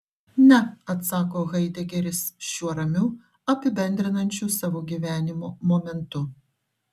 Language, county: Lithuanian, Šiauliai